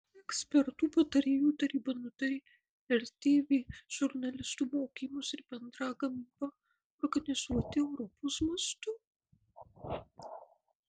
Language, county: Lithuanian, Marijampolė